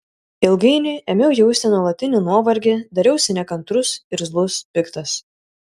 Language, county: Lithuanian, Šiauliai